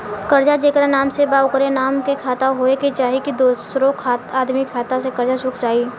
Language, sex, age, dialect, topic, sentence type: Bhojpuri, female, 18-24, Southern / Standard, banking, question